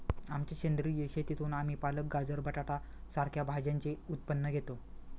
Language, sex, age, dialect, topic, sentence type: Marathi, male, 25-30, Standard Marathi, agriculture, statement